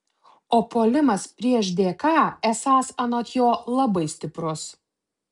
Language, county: Lithuanian, Utena